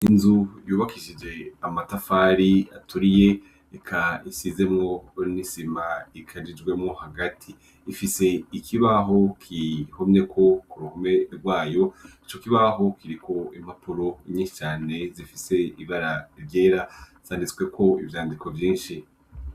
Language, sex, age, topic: Rundi, male, 25-35, education